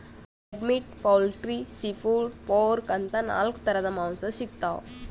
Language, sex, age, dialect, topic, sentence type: Kannada, female, 18-24, Northeastern, agriculture, statement